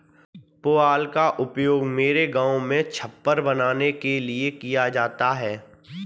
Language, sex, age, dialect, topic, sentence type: Hindi, male, 25-30, Kanauji Braj Bhasha, agriculture, statement